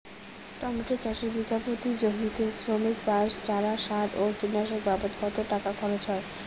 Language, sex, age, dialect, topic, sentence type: Bengali, female, 25-30, Rajbangshi, agriculture, question